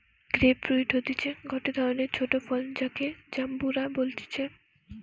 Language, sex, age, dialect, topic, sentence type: Bengali, female, 18-24, Western, agriculture, statement